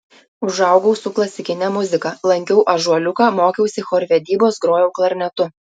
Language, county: Lithuanian, Telšiai